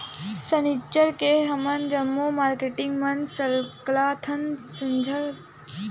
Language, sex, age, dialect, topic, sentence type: Chhattisgarhi, female, 18-24, Western/Budati/Khatahi, banking, statement